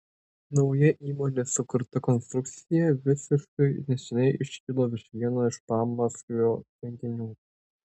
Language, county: Lithuanian, Tauragė